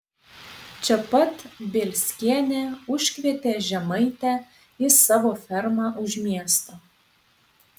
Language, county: Lithuanian, Panevėžys